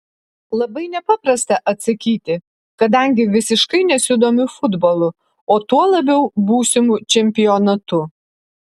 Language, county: Lithuanian, Alytus